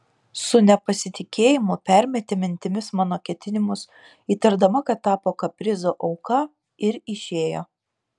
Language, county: Lithuanian, Šiauliai